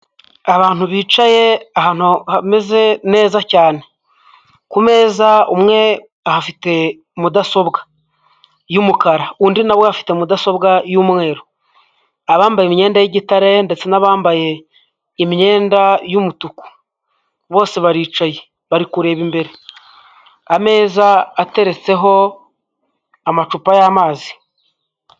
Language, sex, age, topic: Kinyarwanda, male, 25-35, health